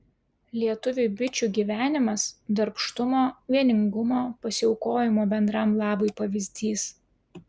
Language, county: Lithuanian, Klaipėda